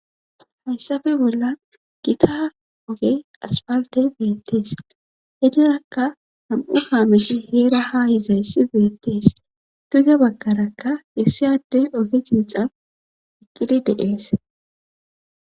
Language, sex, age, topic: Gamo, female, 18-24, government